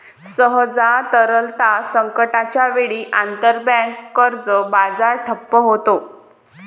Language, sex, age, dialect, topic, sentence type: Marathi, female, 18-24, Varhadi, banking, statement